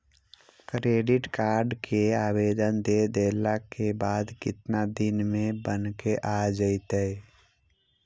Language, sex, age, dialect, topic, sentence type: Magahi, male, 60-100, Central/Standard, banking, question